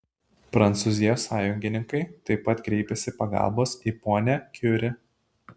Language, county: Lithuanian, Šiauliai